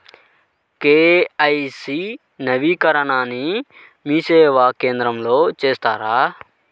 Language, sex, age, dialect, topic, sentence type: Telugu, male, 31-35, Central/Coastal, banking, question